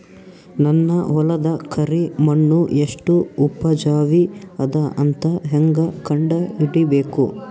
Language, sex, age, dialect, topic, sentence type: Kannada, male, 18-24, Northeastern, agriculture, question